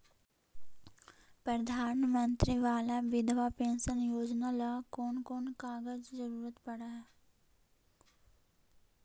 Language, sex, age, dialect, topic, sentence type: Magahi, female, 18-24, Central/Standard, banking, question